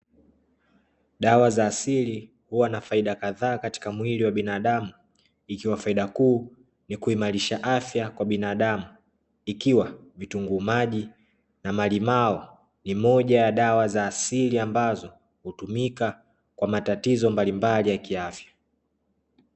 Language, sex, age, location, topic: Swahili, male, 25-35, Dar es Salaam, health